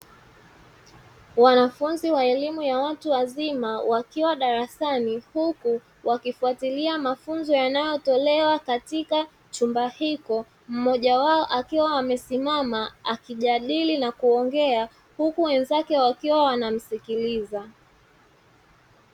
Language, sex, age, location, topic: Swahili, male, 25-35, Dar es Salaam, education